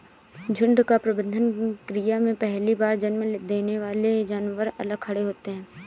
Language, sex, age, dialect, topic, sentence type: Hindi, female, 18-24, Awadhi Bundeli, agriculture, statement